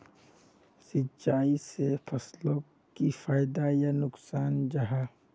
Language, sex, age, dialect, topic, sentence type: Magahi, male, 25-30, Northeastern/Surjapuri, agriculture, question